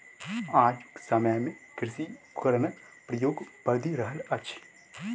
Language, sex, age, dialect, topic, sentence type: Maithili, male, 18-24, Southern/Standard, agriculture, statement